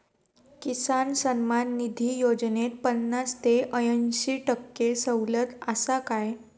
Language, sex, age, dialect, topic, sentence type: Marathi, female, 51-55, Southern Konkan, agriculture, question